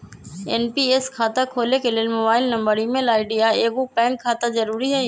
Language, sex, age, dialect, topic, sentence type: Magahi, male, 25-30, Western, banking, statement